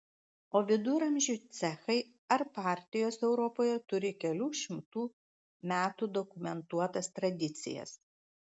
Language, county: Lithuanian, Klaipėda